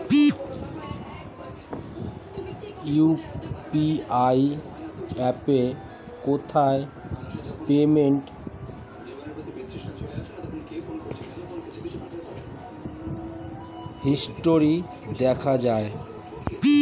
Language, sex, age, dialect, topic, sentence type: Bengali, male, 41-45, Standard Colloquial, banking, question